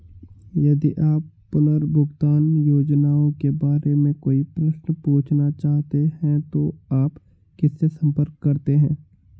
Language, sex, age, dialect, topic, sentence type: Hindi, male, 18-24, Hindustani Malvi Khadi Boli, banking, question